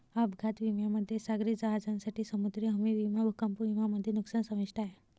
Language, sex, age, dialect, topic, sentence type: Marathi, male, 18-24, Varhadi, banking, statement